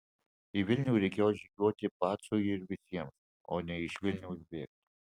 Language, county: Lithuanian, Alytus